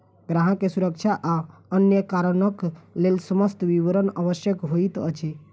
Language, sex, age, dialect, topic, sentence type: Maithili, female, 18-24, Southern/Standard, banking, statement